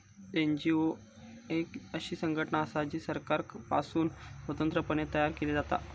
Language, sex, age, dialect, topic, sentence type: Marathi, male, 25-30, Southern Konkan, banking, statement